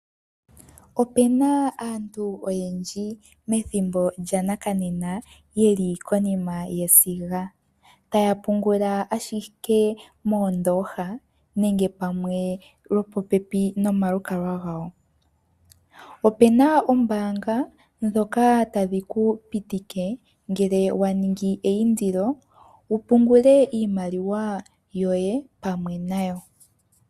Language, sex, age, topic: Oshiwambo, female, 18-24, finance